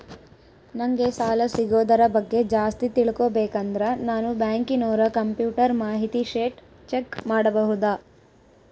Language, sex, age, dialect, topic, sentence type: Kannada, female, 25-30, Central, banking, question